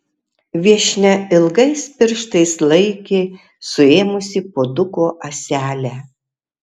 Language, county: Lithuanian, Tauragė